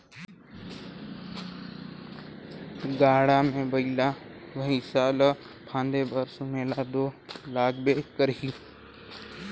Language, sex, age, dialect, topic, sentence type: Chhattisgarhi, male, 60-100, Northern/Bhandar, agriculture, statement